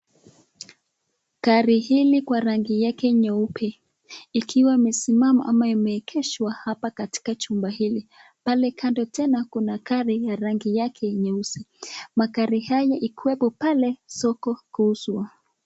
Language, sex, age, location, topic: Swahili, female, 25-35, Nakuru, finance